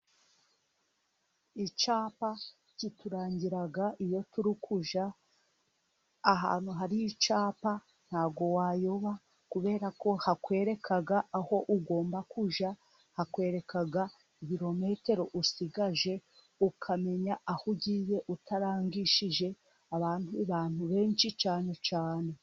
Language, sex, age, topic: Kinyarwanda, female, 25-35, government